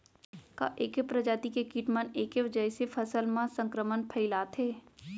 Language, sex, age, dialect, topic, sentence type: Chhattisgarhi, female, 25-30, Central, agriculture, question